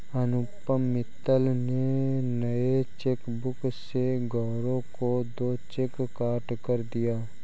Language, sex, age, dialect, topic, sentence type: Hindi, male, 18-24, Kanauji Braj Bhasha, banking, statement